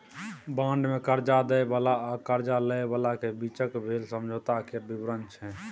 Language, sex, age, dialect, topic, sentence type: Maithili, male, 18-24, Bajjika, banking, statement